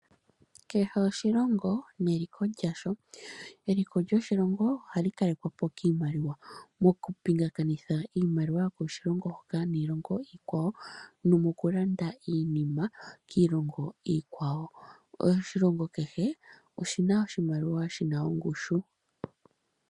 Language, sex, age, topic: Oshiwambo, female, 18-24, finance